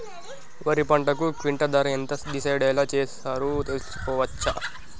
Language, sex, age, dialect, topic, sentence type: Telugu, male, 18-24, Telangana, agriculture, question